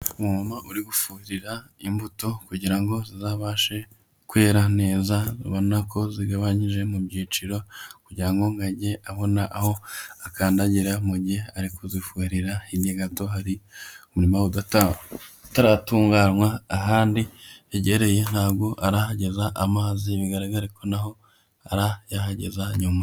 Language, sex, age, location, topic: Kinyarwanda, male, 25-35, Huye, agriculture